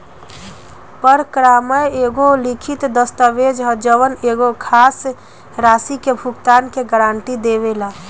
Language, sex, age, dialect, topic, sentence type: Bhojpuri, female, 18-24, Southern / Standard, banking, statement